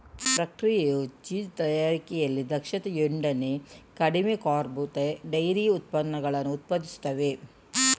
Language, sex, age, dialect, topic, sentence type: Kannada, female, 60-100, Coastal/Dakshin, agriculture, statement